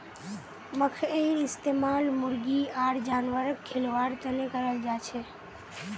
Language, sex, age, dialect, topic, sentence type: Magahi, female, 18-24, Northeastern/Surjapuri, agriculture, statement